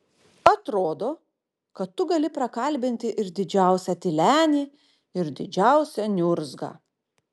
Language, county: Lithuanian, Klaipėda